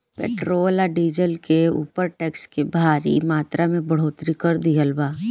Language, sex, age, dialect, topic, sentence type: Bhojpuri, female, 18-24, Southern / Standard, banking, statement